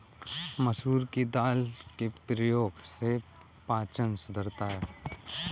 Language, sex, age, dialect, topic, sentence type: Hindi, male, 18-24, Kanauji Braj Bhasha, agriculture, statement